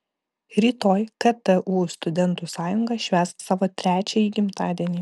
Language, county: Lithuanian, Vilnius